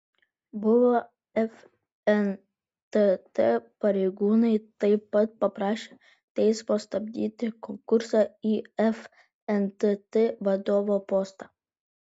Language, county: Lithuanian, Vilnius